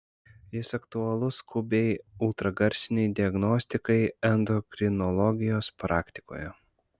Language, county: Lithuanian, Klaipėda